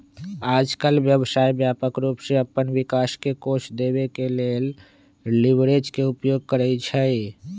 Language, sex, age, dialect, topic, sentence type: Magahi, male, 25-30, Western, banking, statement